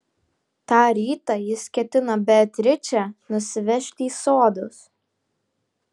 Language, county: Lithuanian, Vilnius